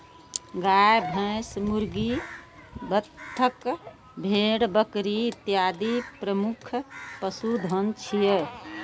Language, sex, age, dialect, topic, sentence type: Maithili, female, 18-24, Eastern / Thethi, agriculture, statement